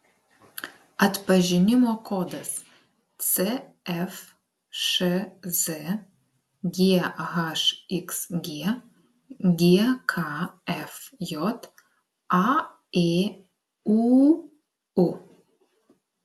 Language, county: Lithuanian, Klaipėda